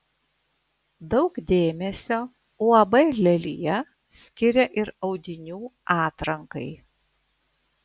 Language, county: Lithuanian, Vilnius